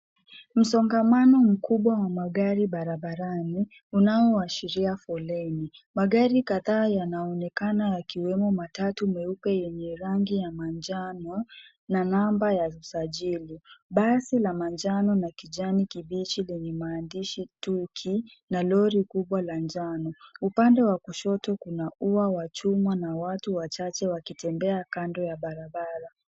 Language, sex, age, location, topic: Swahili, female, 18-24, Nairobi, government